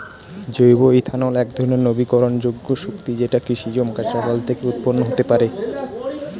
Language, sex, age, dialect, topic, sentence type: Bengali, male, 18-24, Standard Colloquial, agriculture, statement